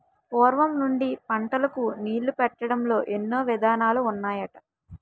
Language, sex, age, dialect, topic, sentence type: Telugu, female, 25-30, Utterandhra, agriculture, statement